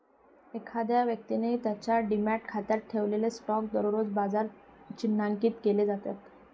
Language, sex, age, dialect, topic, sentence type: Marathi, female, 31-35, Varhadi, banking, statement